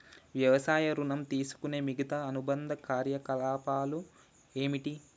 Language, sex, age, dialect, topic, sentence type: Telugu, male, 18-24, Telangana, banking, question